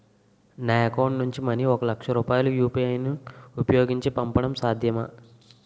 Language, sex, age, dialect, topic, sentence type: Telugu, male, 18-24, Utterandhra, banking, question